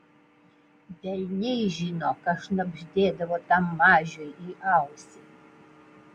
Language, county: Lithuanian, Vilnius